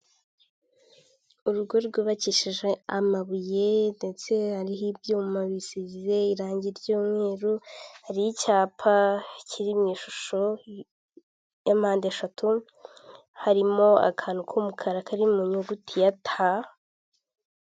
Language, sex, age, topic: Kinyarwanda, female, 18-24, government